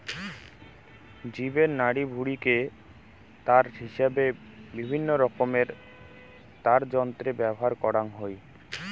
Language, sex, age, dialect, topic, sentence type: Bengali, male, 18-24, Rajbangshi, agriculture, statement